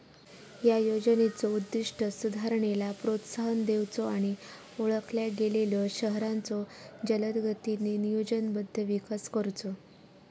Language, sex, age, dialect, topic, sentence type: Marathi, female, 25-30, Southern Konkan, banking, statement